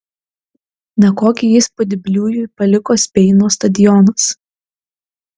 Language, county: Lithuanian, Klaipėda